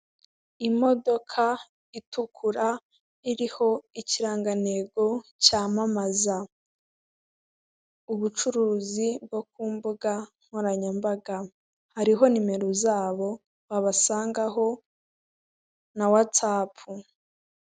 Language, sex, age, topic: Kinyarwanda, female, 18-24, finance